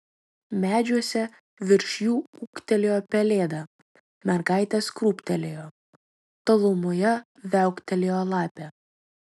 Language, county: Lithuanian, Vilnius